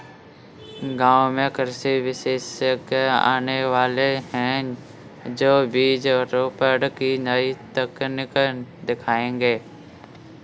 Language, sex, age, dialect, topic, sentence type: Hindi, male, 46-50, Kanauji Braj Bhasha, agriculture, statement